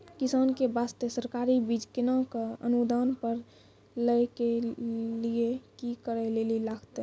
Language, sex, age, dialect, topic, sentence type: Maithili, female, 46-50, Angika, agriculture, question